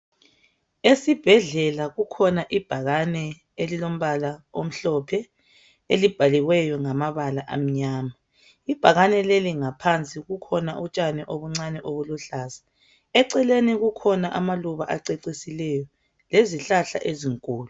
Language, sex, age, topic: North Ndebele, female, 25-35, health